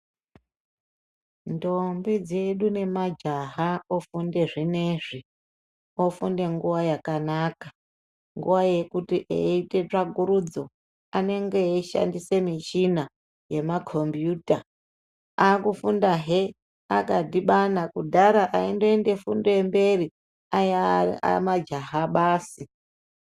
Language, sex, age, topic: Ndau, female, 25-35, education